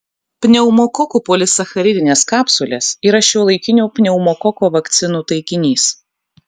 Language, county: Lithuanian, Kaunas